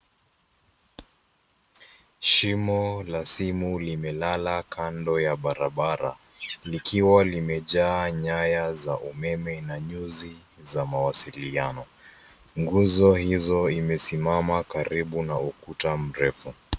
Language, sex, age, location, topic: Swahili, male, 25-35, Nairobi, government